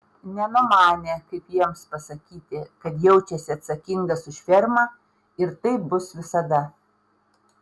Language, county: Lithuanian, Panevėžys